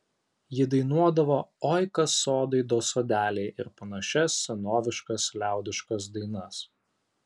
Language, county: Lithuanian, Alytus